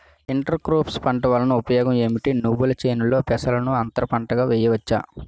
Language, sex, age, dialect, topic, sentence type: Telugu, male, 25-30, Utterandhra, agriculture, question